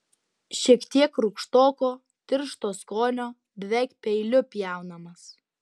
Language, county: Lithuanian, Utena